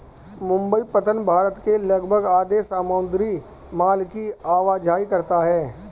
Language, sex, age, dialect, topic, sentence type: Hindi, female, 25-30, Hindustani Malvi Khadi Boli, banking, statement